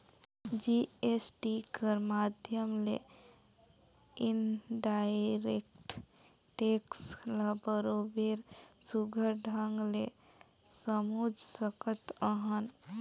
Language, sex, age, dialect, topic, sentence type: Chhattisgarhi, female, 18-24, Northern/Bhandar, banking, statement